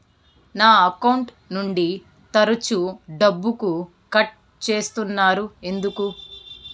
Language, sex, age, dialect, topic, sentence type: Telugu, female, 18-24, Southern, banking, question